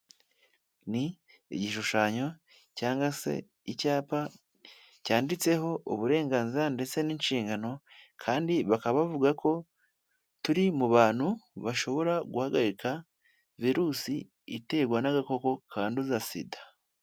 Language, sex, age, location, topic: Kinyarwanda, male, 18-24, Kigali, health